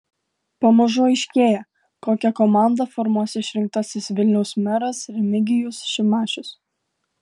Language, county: Lithuanian, Klaipėda